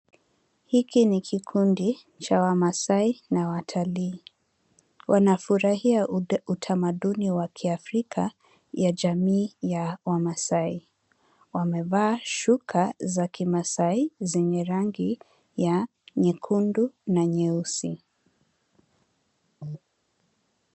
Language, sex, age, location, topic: Swahili, female, 25-35, Nairobi, government